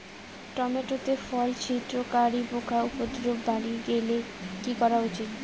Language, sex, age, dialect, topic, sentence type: Bengali, female, 25-30, Rajbangshi, agriculture, question